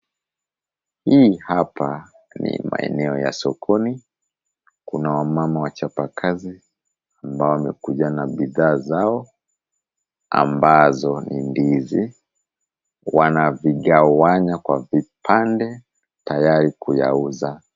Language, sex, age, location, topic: Swahili, male, 25-35, Kisumu, agriculture